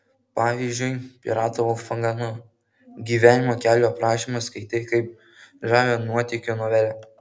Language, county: Lithuanian, Kaunas